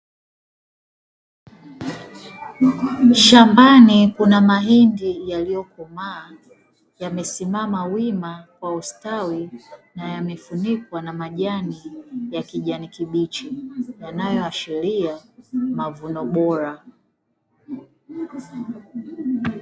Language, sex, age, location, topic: Swahili, female, 18-24, Dar es Salaam, agriculture